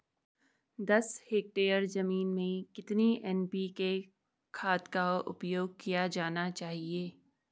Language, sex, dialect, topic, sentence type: Hindi, female, Garhwali, agriculture, question